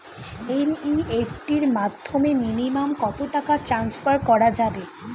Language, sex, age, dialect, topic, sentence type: Bengali, female, 18-24, Standard Colloquial, banking, question